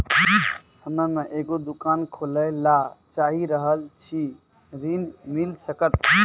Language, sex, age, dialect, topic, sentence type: Maithili, male, 18-24, Angika, banking, question